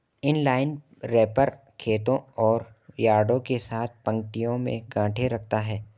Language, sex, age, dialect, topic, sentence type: Hindi, male, 18-24, Marwari Dhudhari, agriculture, statement